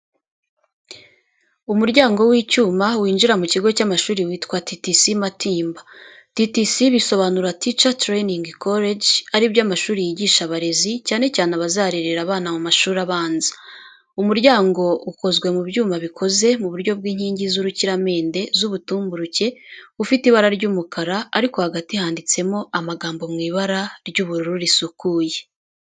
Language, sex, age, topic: Kinyarwanda, female, 25-35, education